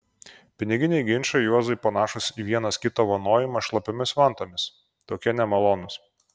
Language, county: Lithuanian, Kaunas